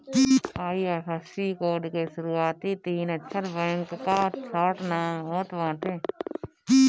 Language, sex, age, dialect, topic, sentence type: Bhojpuri, female, 18-24, Northern, banking, statement